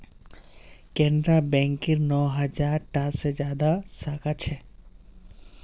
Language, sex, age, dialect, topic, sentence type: Magahi, male, 18-24, Northeastern/Surjapuri, banking, statement